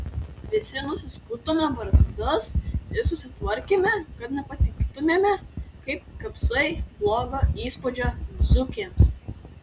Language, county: Lithuanian, Tauragė